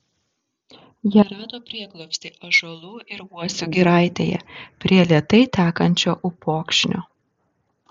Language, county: Lithuanian, Šiauliai